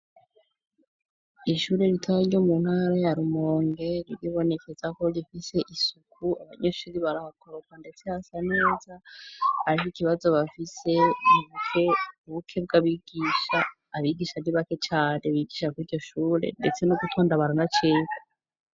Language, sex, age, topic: Rundi, female, 25-35, education